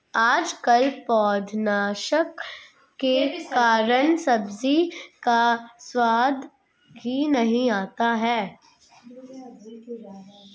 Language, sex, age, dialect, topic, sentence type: Hindi, female, 51-55, Marwari Dhudhari, agriculture, statement